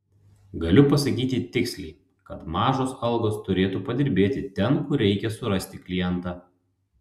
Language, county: Lithuanian, Panevėžys